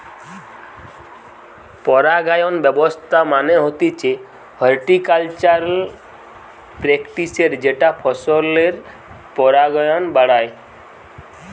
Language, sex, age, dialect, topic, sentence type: Bengali, male, 18-24, Western, agriculture, statement